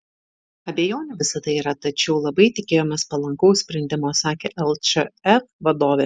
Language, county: Lithuanian, Šiauliai